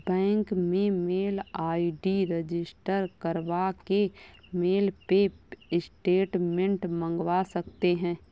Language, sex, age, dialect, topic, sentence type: Hindi, female, 25-30, Awadhi Bundeli, banking, statement